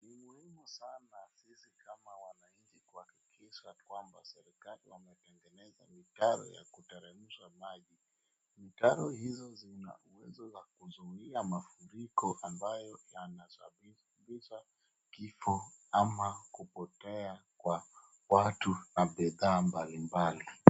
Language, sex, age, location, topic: Swahili, male, 36-49, Wajir, health